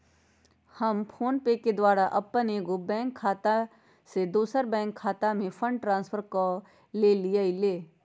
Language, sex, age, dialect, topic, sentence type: Magahi, female, 56-60, Western, banking, statement